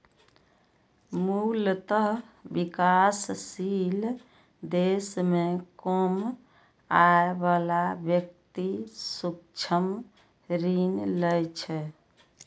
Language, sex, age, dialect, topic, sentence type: Maithili, female, 51-55, Eastern / Thethi, banking, statement